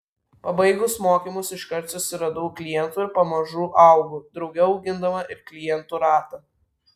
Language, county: Lithuanian, Vilnius